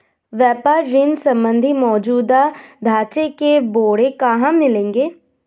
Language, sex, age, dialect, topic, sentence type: Hindi, female, 25-30, Hindustani Malvi Khadi Boli, banking, question